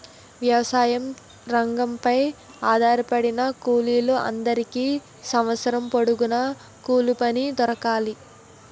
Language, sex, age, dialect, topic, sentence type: Telugu, female, 60-100, Utterandhra, agriculture, statement